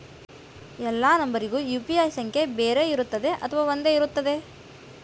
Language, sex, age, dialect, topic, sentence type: Kannada, female, 18-24, Dharwad Kannada, banking, question